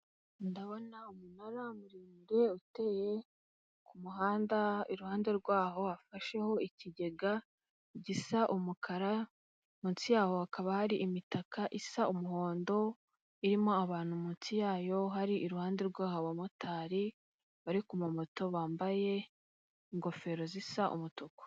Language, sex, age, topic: Kinyarwanda, female, 18-24, government